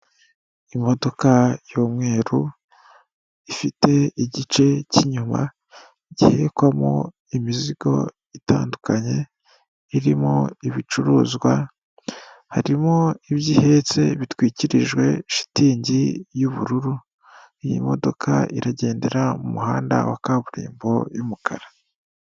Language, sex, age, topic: Kinyarwanda, female, 36-49, government